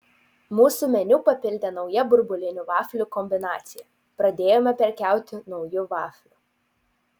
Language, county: Lithuanian, Utena